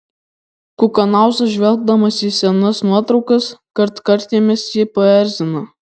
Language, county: Lithuanian, Alytus